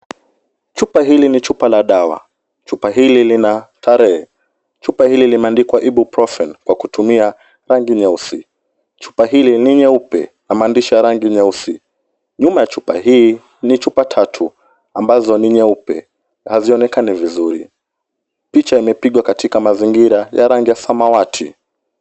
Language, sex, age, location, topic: Swahili, male, 18-24, Kisumu, health